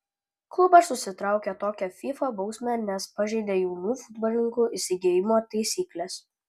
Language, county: Lithuanian, Kaunas